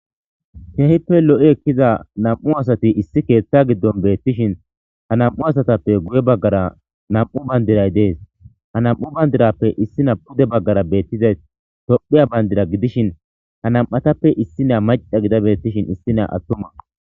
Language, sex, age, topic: Gamo, male, 25-35, government